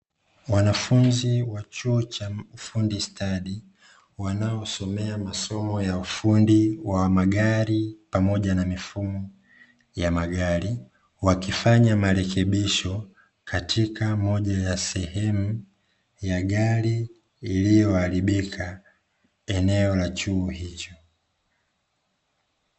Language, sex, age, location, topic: Swahili, male, 25-35, Dar es Salaam, education